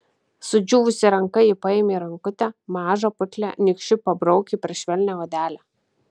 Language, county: Lithuanian, Kaunas